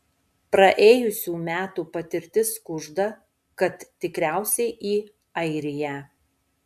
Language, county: Lithuanian, Panevėžys